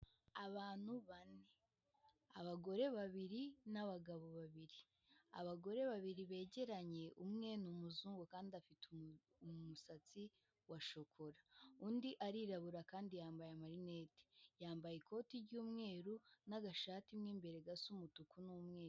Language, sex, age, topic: Kinyarwanda, female, 18-24, government